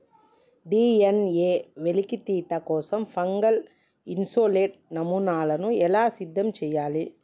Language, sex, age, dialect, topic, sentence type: Telugu, female, 18-24, Telangana, agriculture, question